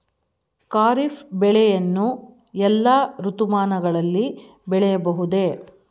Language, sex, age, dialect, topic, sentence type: Kannada, female, 46-50, Mysore Kannada, agriculture, question